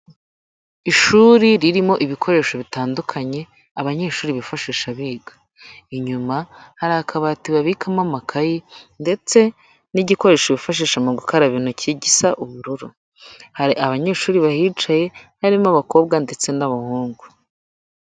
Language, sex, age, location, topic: Kinyarwanda, female, 25-35, Huye, education